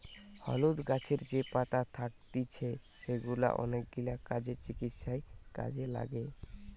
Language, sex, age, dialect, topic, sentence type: Bengali, male, 18-24, Western, agriculture, statement